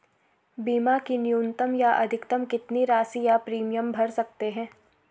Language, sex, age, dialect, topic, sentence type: Hindi, female, 18-24, Garhwali, banking, question